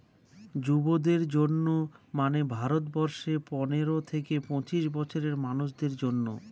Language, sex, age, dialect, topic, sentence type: Bengali, male, 36-40, Northern/Varendri, banking, statement